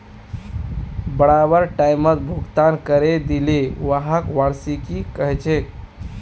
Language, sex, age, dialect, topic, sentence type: Magahi, male, 18-24, Northeastern/Surjapuri, banking, statement